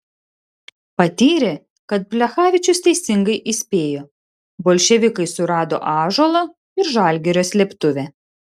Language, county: Lithuanian, Šiauliai